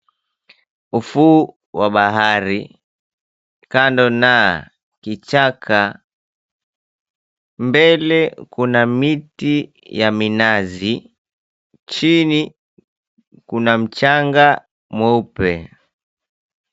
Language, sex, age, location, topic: Swahili, male, 25-35, Mombasa, agriculture